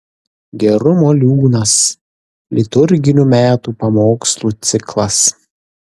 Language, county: Lithuanian, Kaunas